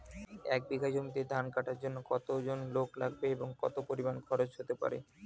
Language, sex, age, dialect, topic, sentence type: Bengali, male, 18-24, Standard Colloquial, agriculture, question